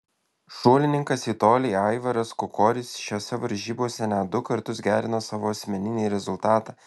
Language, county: Lithuanian, Alytus